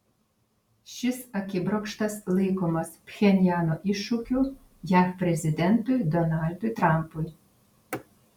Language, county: Lithuanian, Vilnius